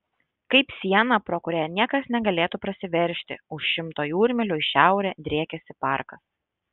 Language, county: Lithuanian, Šiauliai